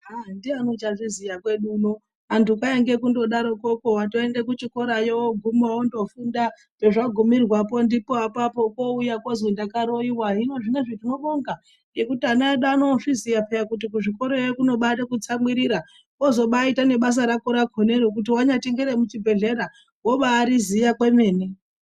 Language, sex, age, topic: Ndau, male, 36-49, health